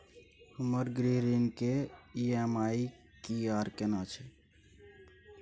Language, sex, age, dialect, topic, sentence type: Maithili, male, 31-35, Bajjika, banking, question